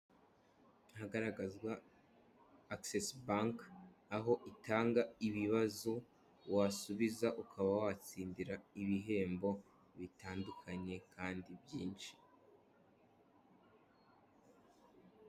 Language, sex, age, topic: Kinyarwanda, male, 18-24, finance